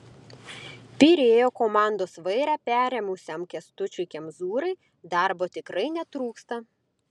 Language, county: Lithuanian, Klaipėda